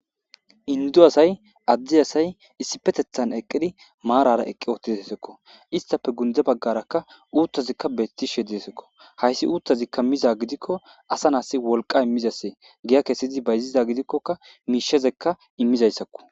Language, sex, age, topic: Gamo, male, 18-24, government